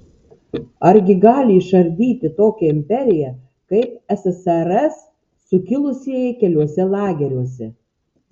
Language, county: Lithuanian, Tauragė